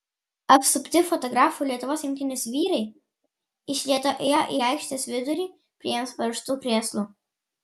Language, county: Lithuanian, Vilnius